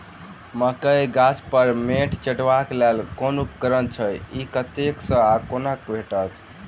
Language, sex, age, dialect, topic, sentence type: Maithili, male, 18-24, Southern/Standard, agriculture, question